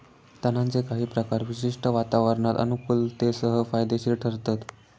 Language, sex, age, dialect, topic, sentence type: Marathi, male, 18-24, Southern Konkan, agriculture, statement